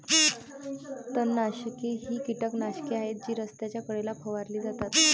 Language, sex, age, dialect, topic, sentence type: Marathi, female, 18-24, Varhadi, agriculture, statement